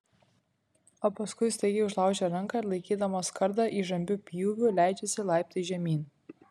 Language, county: Lithuanian, Kaunas